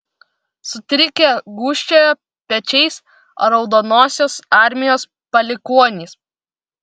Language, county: Lithuanian, Vilnius